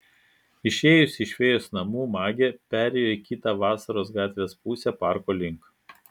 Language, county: Lithuanian, Klaipėda